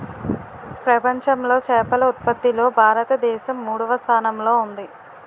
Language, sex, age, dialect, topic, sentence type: Telugu, female, 18-24, Utterandhra, agriculture, statement